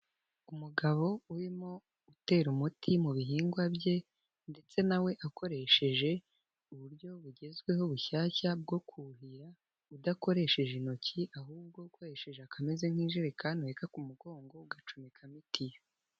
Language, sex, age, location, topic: Kinyarwanda, female, 18-24, Nyagatare, agriculture